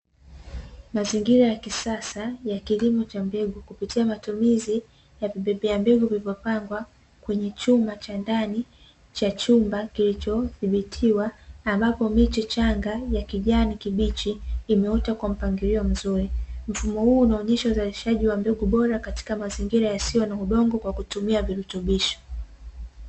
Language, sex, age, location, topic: Swahili, female, 18-24, Dar es Salaam, agriculture